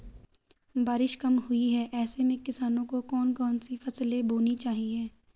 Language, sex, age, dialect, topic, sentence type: Hindi, female, 41-45, Garhwali, agriculture, question